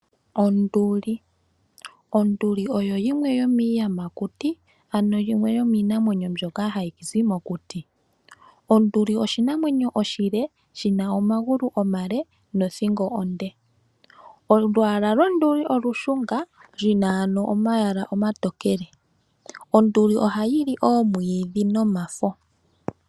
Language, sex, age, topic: Oshiwambo, female, 18-24, agriculture